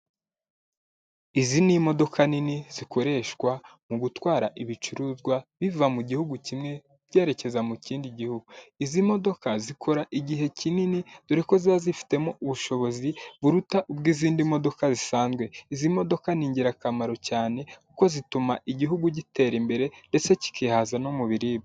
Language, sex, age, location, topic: Kinyarwanda, male, 18-24, Huye, health